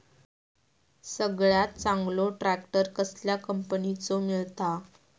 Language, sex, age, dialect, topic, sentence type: Marathi, female, 18-24, Southern Konkan, agriculture, question